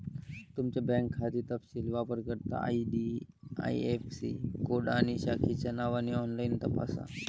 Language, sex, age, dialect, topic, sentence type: Marathi, male, 18-24, Varhadi, banking, statement